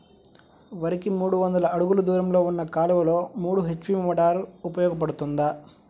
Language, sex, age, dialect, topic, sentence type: Telugu, male, 18-24, Central/Coastal, agriculture, question